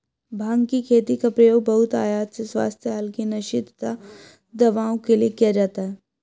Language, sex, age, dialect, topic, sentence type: Hindi, female, 18-24, Marwari Dhudhari, agriculture, statement